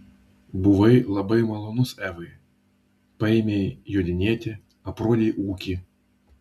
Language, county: Lithuanian, Vilnius